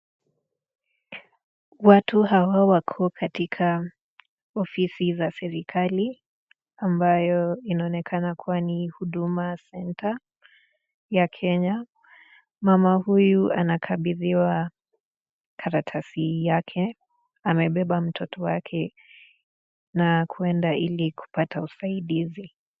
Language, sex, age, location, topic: Swahili, female, 18-24, Nakuru, government